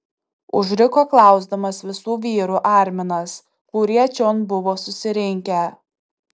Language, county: Lithuanian, Tauragė